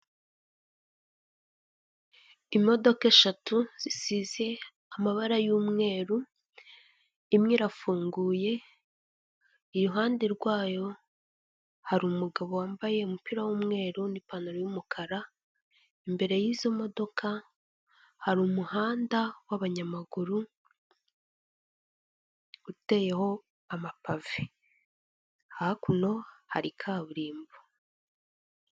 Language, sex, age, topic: Kinyarwanda, female, 25-35, government